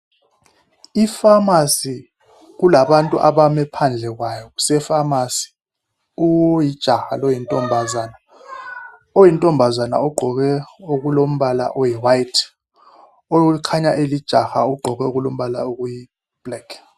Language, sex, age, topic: North Ndebele, male, 36-49, health